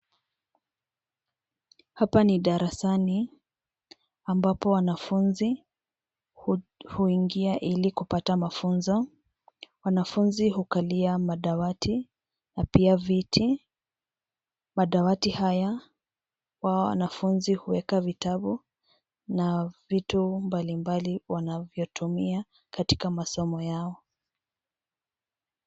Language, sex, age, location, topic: Swahili, female, 25-35, Nairobi, education